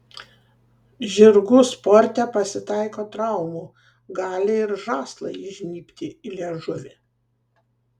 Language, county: Lithuanian, Kaunas